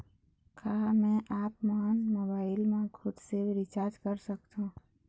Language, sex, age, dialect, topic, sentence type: Chhattisgarhi, female, 31-35, Eastern, banking, question